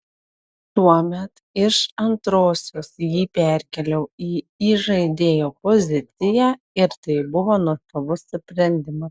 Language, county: Lithuanian, Telšiai